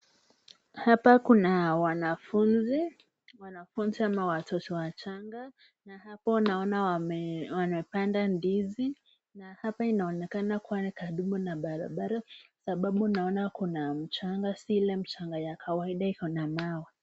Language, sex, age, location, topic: Swahili, female, 18-24, Nakuru, agriculture